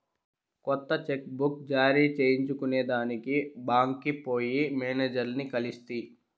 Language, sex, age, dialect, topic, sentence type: Telugu, male, 51-55, Southern, banking, statement